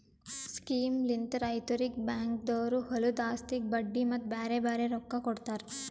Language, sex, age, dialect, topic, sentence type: Kannada, female, 18-24, Northeastern, agriculture, statement